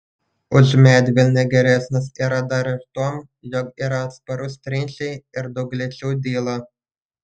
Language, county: Lithuanian, Panevėžys